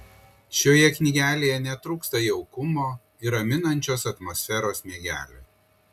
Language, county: Lithuanian, Kaunas